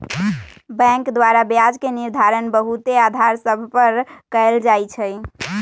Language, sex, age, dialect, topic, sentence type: Magahi, female, 18-24, Western, banking, statement